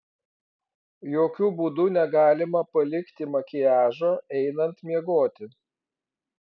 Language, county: Lithuanian, Vilnius